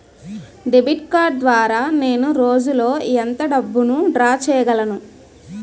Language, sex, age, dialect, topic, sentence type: Telugu, female, 46-50, Utterandhra, banking, question